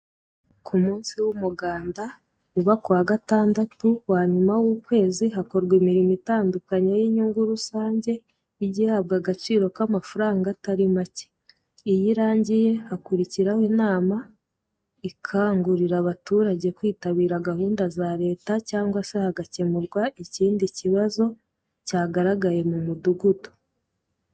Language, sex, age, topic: Kinyarwanda, female, 25-35, education